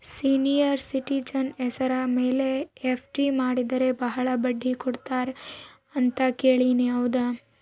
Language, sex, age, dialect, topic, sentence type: Kannada, female, 18-24, Central, banking, question